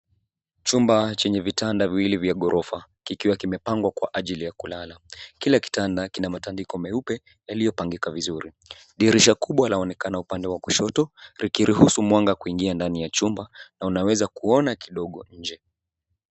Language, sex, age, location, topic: Swahili, male, 18-24, Nairobi, education